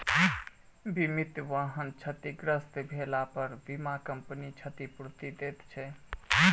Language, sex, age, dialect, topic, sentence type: Maithili, male, 18-24, Southern/Standard, banking, statement